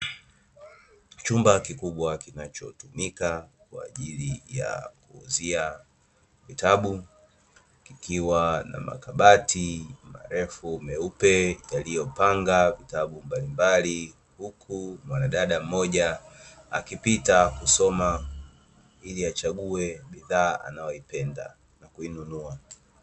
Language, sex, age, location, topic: Swahili, male, 25-35, Dar es Salaam, education